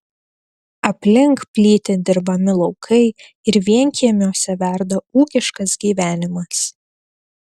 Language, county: Lithuanian, Telšiai